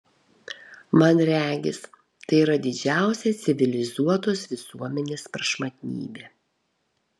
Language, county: Lithuanian, Kaunas